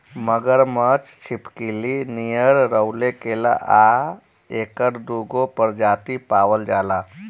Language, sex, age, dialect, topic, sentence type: Bhojpuri, male, 31-35, Northern, agriculture, statement